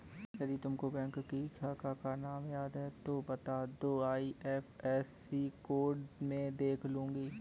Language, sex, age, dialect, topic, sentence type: Hindi, male, 25-30, Kanauji Braj Bhasha, banking, statement